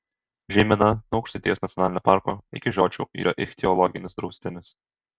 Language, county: Lithuanian, Alytus